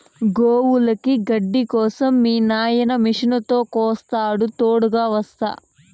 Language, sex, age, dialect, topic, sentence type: Telugu, female, 25-30, Southern, agriculture, statement